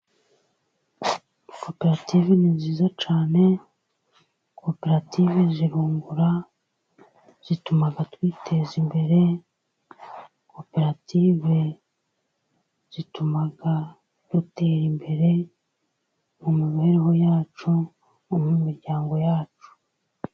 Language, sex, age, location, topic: Kinyarwanda, female, 36-49, Musanze, finance